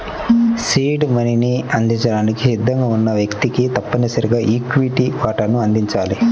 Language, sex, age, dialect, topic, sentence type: Telugu, male, 25-30, Central/Coastal, banking, statement